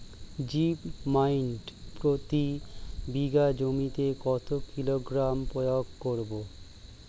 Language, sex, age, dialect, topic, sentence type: Bengali, male, 36-40, Standard Colloquial, agriculture, question